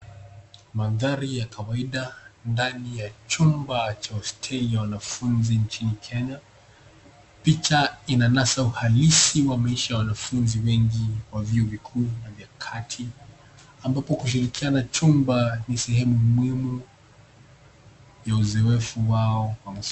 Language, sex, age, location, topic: Swahili, male, 18-24, Nairobi, education